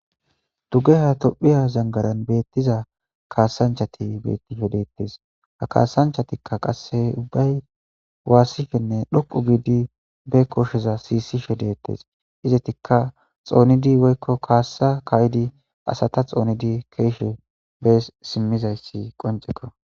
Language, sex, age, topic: Gamo, male, 18-24, government